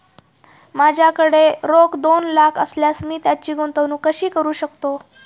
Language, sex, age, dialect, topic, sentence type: Marathi, female, 36-40, Standard Marathi, banking, question